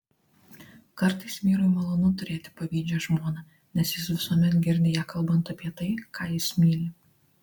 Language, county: Lithuanian, Marijampolė